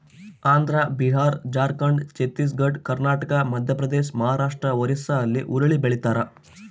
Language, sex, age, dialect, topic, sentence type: Kannada, male, 18-24, Central, agriculture, statement